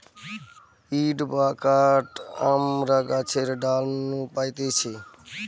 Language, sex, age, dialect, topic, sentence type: Bengali, male, 60-100, Western, agriculture, statement